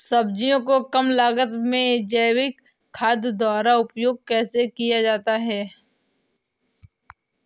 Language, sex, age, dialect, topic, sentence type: Hindi, female, 18-24, Awadhi Bundeli, agriculture, question